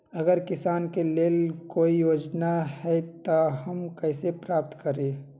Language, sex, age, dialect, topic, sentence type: Magahi, male, 18-24, Western, agriculture, question